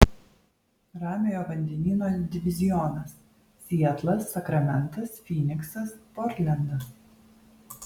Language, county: Lithuanian, Alytus